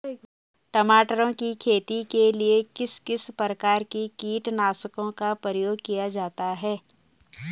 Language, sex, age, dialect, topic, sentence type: Hindi, female, 31-35, Garhwali, agriculture, question